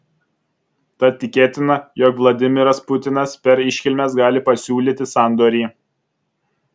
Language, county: Lithuanian, Vilnius